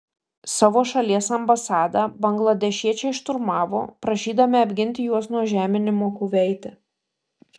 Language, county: Lithuanian, Marijampolė